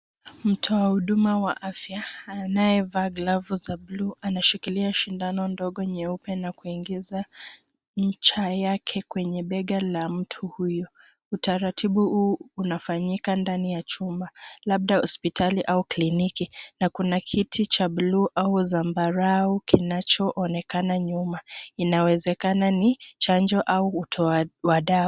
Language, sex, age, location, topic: Swahili, female, 25-35, Nairobi, health